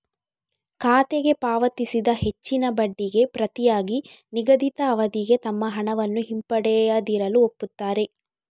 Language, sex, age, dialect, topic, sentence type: Kannada, female, 36-40, Coastal/Dakshin, banking, statement